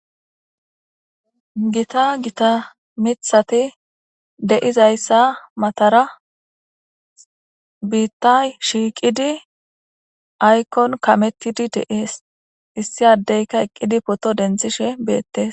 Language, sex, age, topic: Gamo, female, 18-24, government